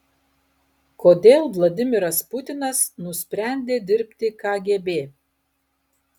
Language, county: Lithuanian, Alytus